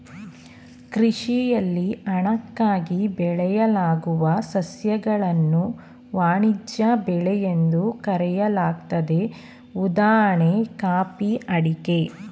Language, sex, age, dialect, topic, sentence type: Kannada, female, 25-30, Mysore Kannada, agriculture, statement